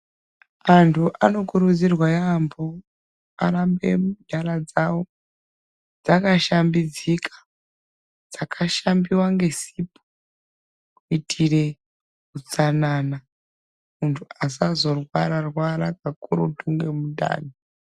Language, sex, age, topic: Ndau, male, 18-24, health